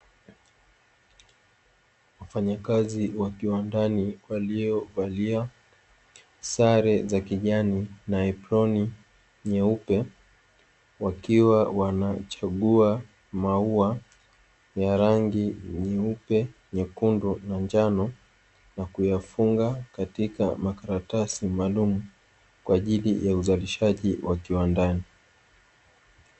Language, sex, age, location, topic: Swahili, male, 18-24, Dar es Salaam, agriculture